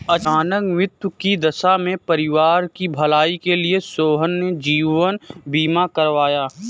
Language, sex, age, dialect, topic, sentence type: Hindi, male, 18-24, Kanauji Braj Bhasha, banking, statement